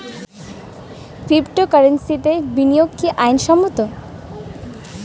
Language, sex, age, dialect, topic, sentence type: Bengali, female, 18-24, Rajbangshi, banking, question